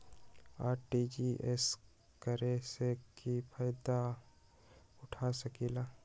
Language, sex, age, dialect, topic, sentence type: Magahi, male, 60-100, Western, banking, question